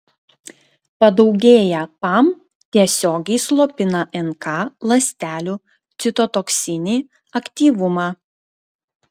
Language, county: Lithuanian, Klaipėda